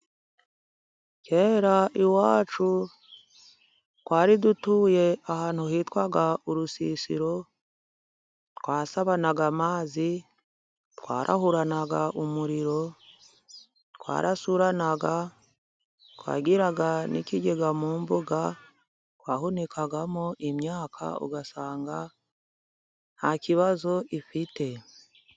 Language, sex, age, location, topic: Kinyarwanda, female, 50+, Musanze, government